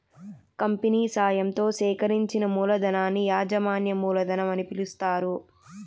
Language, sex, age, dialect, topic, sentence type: Telugu, female, 18-24, Southern, banking, statement